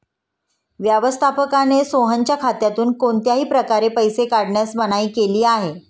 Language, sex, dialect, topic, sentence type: Marathi, female, Standard Marathi, banking, statement